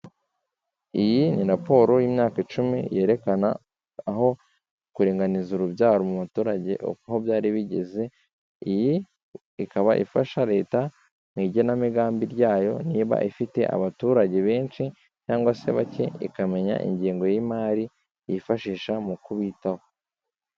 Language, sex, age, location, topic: Kinyarwanda, male, 18-24, Kigali, health